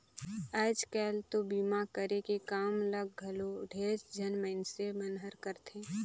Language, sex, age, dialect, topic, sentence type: Chhattisgarhi, female, 25-30, Northern/Bhandar, banking, statement